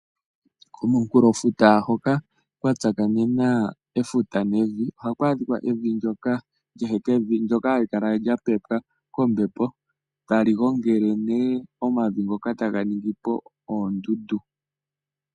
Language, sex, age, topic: Oshiwambo, male, 18-24, agriculture